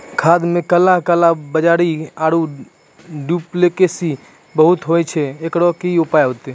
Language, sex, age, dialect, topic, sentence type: Maithili, male, 18-24, Angika, agriculture, question